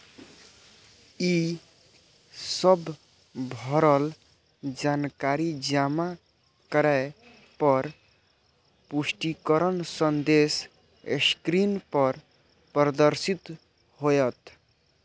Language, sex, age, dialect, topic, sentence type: Maithili, male, 25-30, Eastern / Thethi, banking, statement